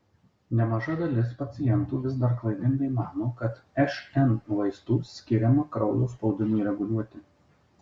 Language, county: Lithuanian, Marijampolė